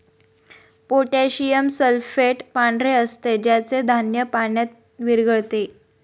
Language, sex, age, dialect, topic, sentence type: Marathi, female, 18-24, Standard Marathi, agriculture, statement